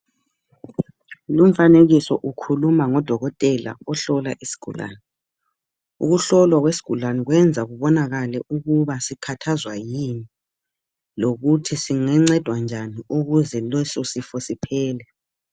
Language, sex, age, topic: North Ndebele, male, 36-49, health